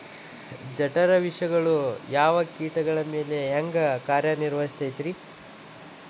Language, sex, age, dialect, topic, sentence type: Kannada, male, 18-24, Dharwad Kannada, agriculture, question